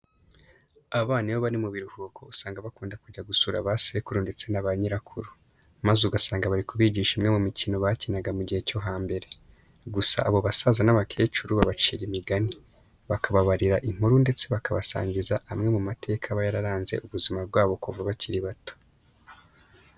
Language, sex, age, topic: Kinyarwanda, male, 25-35, education